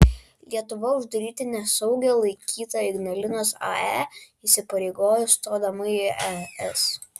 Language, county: Lithuanian, Vilnius